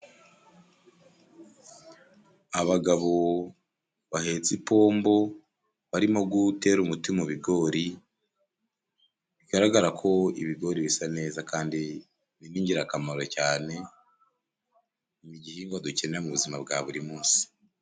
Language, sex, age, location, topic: Kinyarwanda, male, 50+, Musanze, agriculture